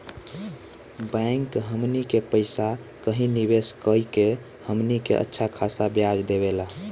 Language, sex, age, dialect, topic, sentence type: Bhojpuri, male, 18-24, Southern / Standard, banking, statement